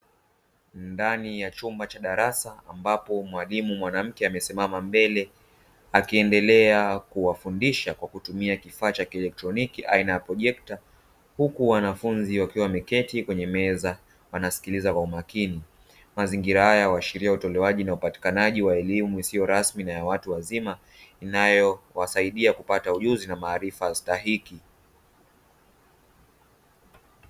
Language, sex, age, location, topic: Swahili, male, 25-35, Dar es Salaam, education